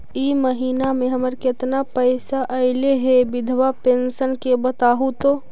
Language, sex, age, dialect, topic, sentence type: Magahi, female, 18-24, Central/Standard, banking, question